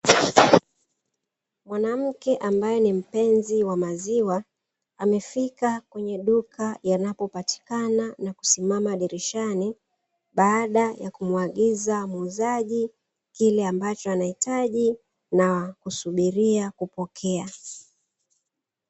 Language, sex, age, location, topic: Swahili, female, 36-49, Dar es Salaam, finance